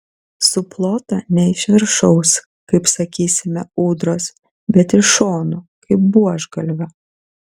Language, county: Lithuanian, Kaunas